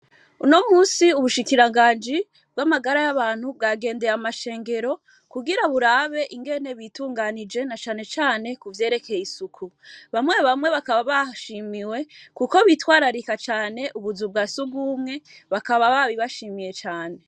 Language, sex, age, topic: Rundi, female, 25-35, education